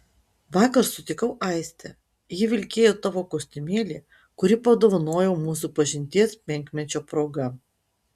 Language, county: Lithuanian, Utena